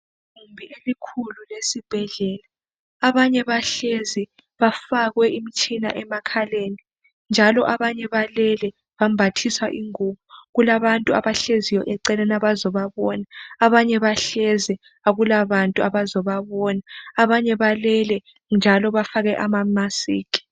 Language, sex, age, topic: North Ndebele, female, 18-24, health